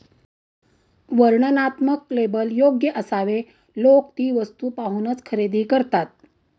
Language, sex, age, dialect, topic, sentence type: Marathi, female, 60-100, Standard Marathi, banking, statement